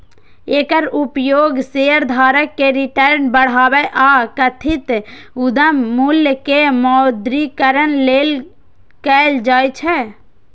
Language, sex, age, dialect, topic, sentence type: Maithili, female, 18-24, Eastern / Thethi, banking, statement